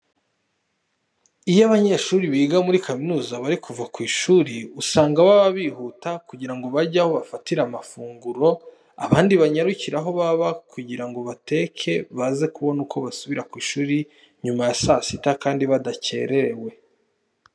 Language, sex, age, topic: Kinyarwanda, male, 25-35, education